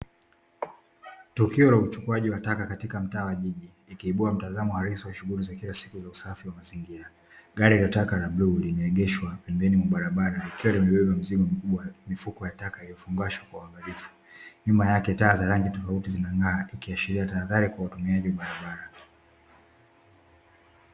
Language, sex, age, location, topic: Swahili, male, 18-24, Dar es Salaam, government